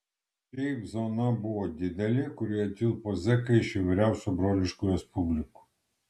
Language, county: Lithuanian, Kaunas